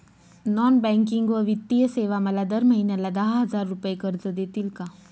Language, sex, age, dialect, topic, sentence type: Marathi, female, 25-30, Northern Konkan, banking, question